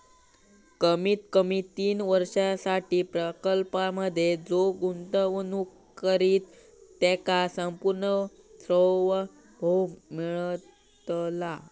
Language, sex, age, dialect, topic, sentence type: Marathi, male, 18-24, Southern Konkan, banking, statement